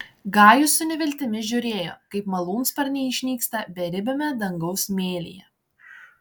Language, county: Lithuanian, Klaipėda